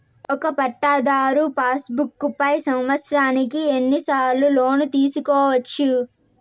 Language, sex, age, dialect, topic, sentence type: Telugu, female, 18-24, Southern, banking, question